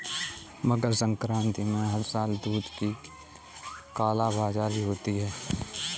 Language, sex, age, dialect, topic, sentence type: Hindi, male, 18-24, Kanauji Braj Bhasha, banking, statement